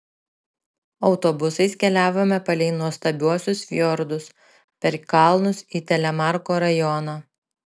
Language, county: Lithuanian, Šiauliai